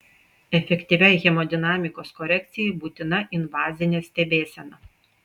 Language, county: Lithuanian, Klaipėda